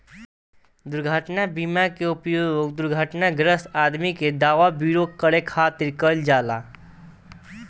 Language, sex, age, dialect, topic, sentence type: Bhojpuri, male, 18-24, Southern / Standard, banking, statement